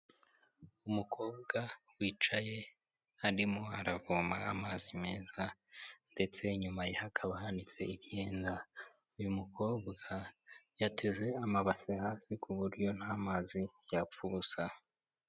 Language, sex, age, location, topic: Kinyarwanda, male, 18-24, Huye, health